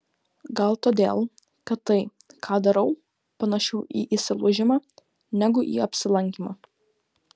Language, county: Lithuanian, Kaunas